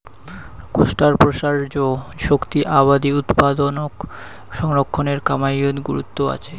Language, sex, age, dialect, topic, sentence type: Bengali, male, 25-30, Rajbangshi, agriculture, statement